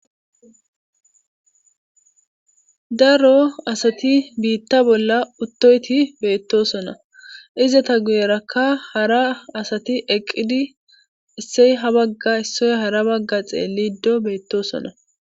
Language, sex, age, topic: Gamo, female, 25-35, government